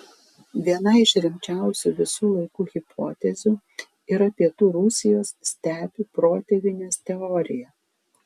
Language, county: Lithuanian, Vilnius